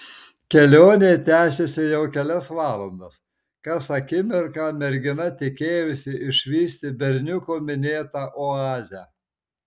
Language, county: Lithuanian, Marijampolė